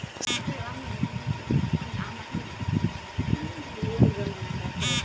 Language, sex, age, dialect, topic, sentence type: Maithili, male, 46-50, Bajjika, banking, statement